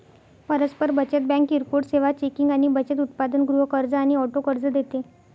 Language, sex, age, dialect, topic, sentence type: Marathi, female, 60-100, Northern Konkan, banking, statement